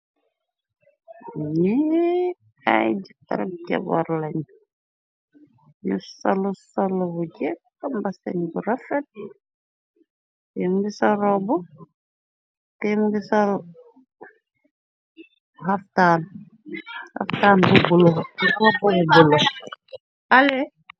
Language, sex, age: Wolof, female, 18-24